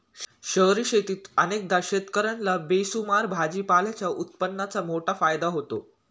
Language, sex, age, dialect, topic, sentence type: Marathi, male, 18-24, Standard Marathi, agriculture, statement